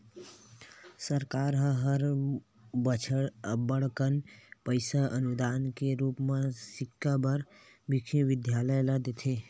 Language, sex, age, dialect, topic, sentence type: Chhattisgarhi, male, 18-24, Western/Budati/Khatahi, banking, statement